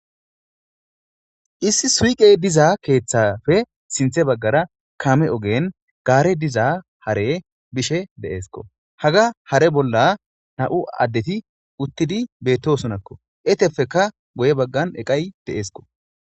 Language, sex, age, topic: Gamo, male, 18-24, government